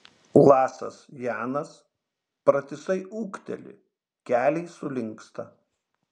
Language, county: Lithuanian, Šiauliai